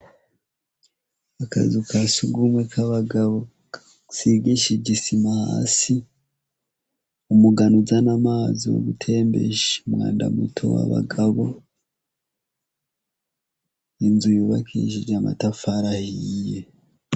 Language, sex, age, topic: Rundi, male, 18-24, education